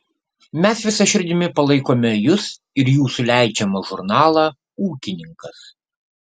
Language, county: Lithuanian, Kaunas